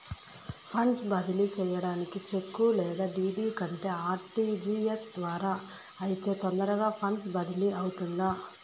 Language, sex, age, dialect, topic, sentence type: Telugu, female, 25-30, Southern, banking, question